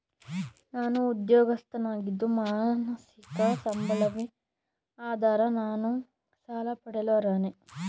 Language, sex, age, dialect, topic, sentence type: Kannada, female, 18-24, Mysore Kannada, banking, question